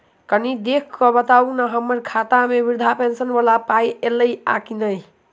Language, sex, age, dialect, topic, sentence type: Maithili, male, 18-24, Southern/Standard, banking, question